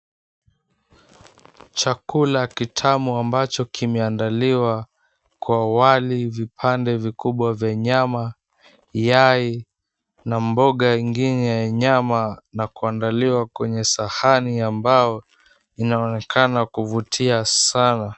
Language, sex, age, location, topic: Swahili, male, 18-24, Mombasa, agriculture